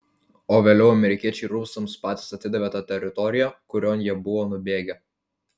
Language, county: Lithuanian, Vilnius